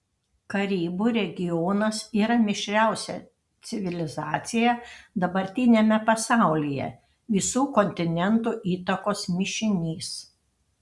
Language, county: Lithuanian, Panevėžys